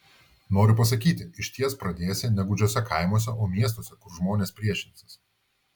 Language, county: Lithuanian, Vilnius